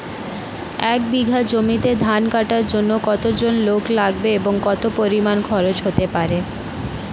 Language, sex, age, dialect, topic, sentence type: Bengali, female, 18-24, Standard Colloquial, agriculture, question